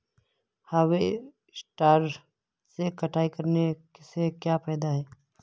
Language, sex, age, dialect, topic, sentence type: Hindi, male, 25-30, Awadhi Bundeli, agriculture, question